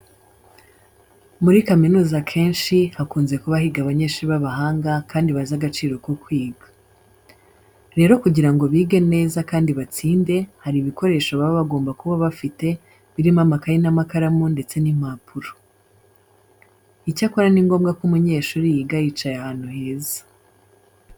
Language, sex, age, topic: Kinyarwanda, female, 25-35, education